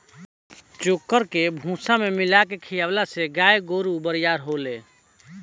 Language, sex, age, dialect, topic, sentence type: Bhojpuri, male, 25-30, Southern / Standard, agriculture, statement